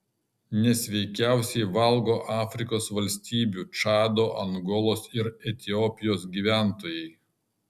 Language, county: Lithuanian, Kaunas